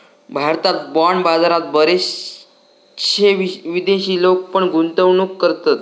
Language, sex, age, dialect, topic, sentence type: Marathi, male, 18-24, Southern Konkan, banking, statement